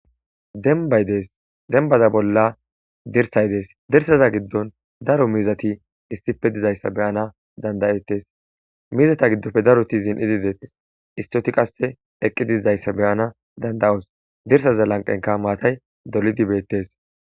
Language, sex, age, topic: Gamo, male, 18-24, agriculture